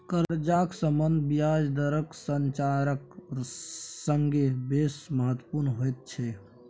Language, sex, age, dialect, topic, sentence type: Maithili, male, 41-45, Bajjika, banking, statement